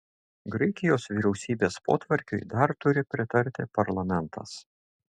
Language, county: Lithuanian, Šiauliai